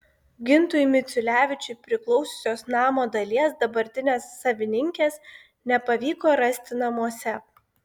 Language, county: Lithuanian, Klaipėda